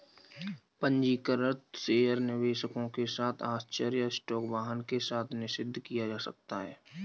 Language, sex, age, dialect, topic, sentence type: Hindi, male, 41-45, Kanauji Braj Bhasha, banking, statement